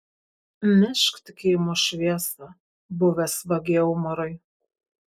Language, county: Lithuanian, Kaunas